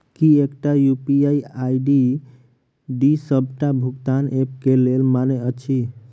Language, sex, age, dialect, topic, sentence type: Maithili, male, 46-50, Southern/Standard, banking, question